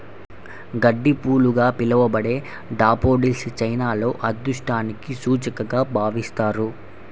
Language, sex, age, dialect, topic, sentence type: Telugu, male, 51-55, Central/Coastal, agriculture, statement